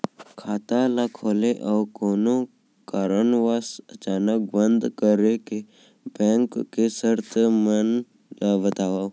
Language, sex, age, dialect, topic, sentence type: Chhattisgarhi, male, 18-24, Central, banking, question